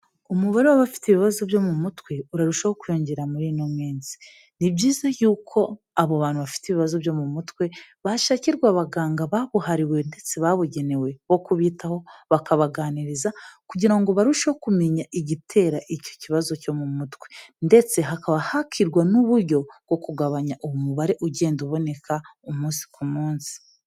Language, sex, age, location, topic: Kinyarwanda, female, 18-24, Kigali, health